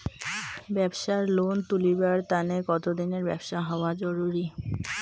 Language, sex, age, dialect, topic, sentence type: Bengali, female, 18-24, Rajbangshi, banking, question